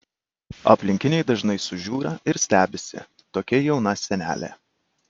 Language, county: Lithuanian, Kaunas